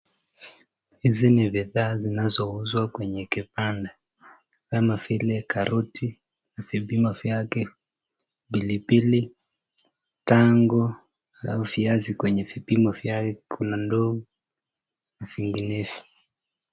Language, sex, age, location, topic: Swahili, female, 18-24, Nakuru, finance